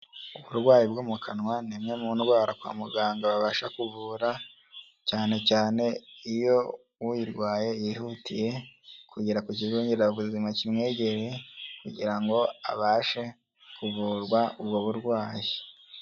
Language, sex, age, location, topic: Kinyarwanda, male, 18-24, Kigali, health